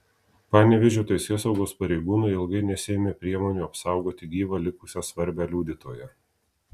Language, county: Lithuanian, Telšiai